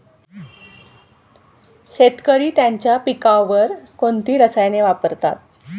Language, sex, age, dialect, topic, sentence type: Marathi, female, 46-50, Standard Marathi, agriculture, question